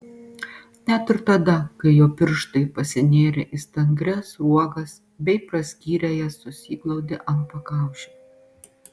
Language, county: Lithuanian, Panevėžys